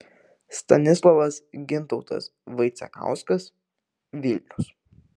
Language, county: Lithuanian, Vilnius